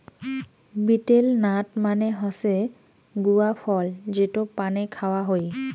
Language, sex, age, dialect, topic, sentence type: Bengali, female, 18-24, Rajbangshi, agriculture, statement